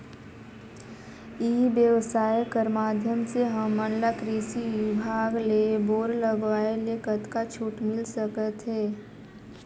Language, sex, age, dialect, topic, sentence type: Chhattisgarhi, female, 51-55, Northern/Bhandar, agriculture, question